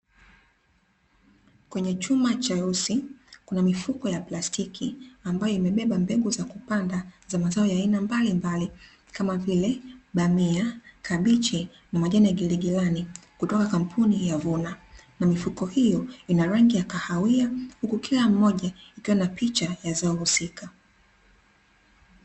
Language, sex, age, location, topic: Swahili, female, 25-35, Dar es Salaam, agriculture